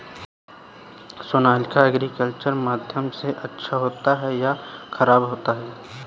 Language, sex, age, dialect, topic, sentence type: Hindi, male, 18-24, Awadhi Bundeli, agriculture, question